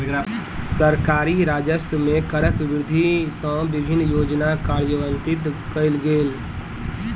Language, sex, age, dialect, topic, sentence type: Maithili, male, 25-30, Southern/Standard, banking, statement